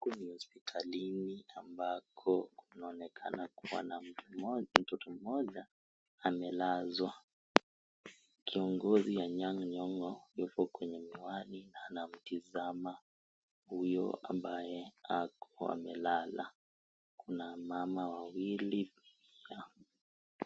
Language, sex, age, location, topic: Swahili, male, 18-24, Kisii, health